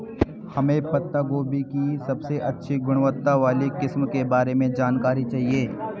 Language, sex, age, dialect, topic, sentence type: Hindi, male, 18-24, Garhwali, agriculture, question